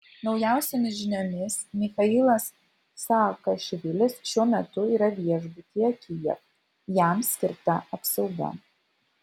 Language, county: Lithuanian, Vilnius